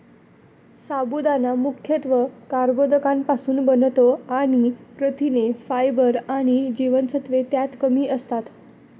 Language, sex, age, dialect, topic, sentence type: Marathi, female, 25-30, Northern Konkan, agriculture, statement